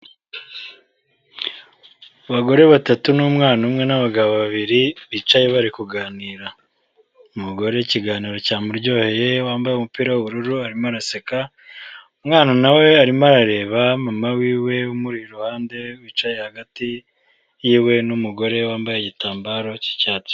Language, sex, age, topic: Kinyarwanda, male, 25-35, health